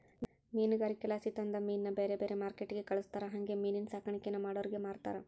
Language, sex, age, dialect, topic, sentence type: Kannada, female, 41-45, Central, agriculture, statement